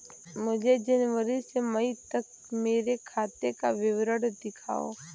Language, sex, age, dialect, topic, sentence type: Hindi, female, 18-24, Awadhi Bundeli, banking, question